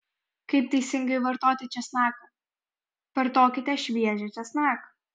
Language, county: Lithuanian, Kaunas